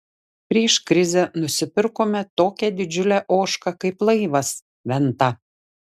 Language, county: Lithuanian, Šiauliai